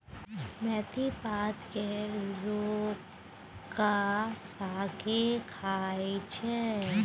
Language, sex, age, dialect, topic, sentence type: Maithili, female, 36-40, Bajjika, agriculture, statement